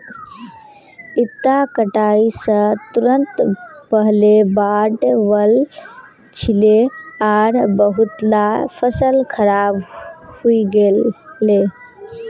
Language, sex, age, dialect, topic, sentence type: Magahi, female, 18-24, Northeastern/Surjapuri, agriculture, statement